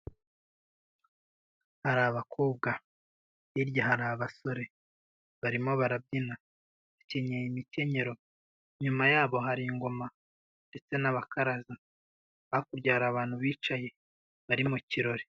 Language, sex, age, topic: Kinyarwanda, male, 25-35, government